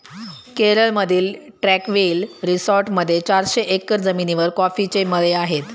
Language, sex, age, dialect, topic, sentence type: Marathi, female, 31-35, Standard Marathi, agriculture, statement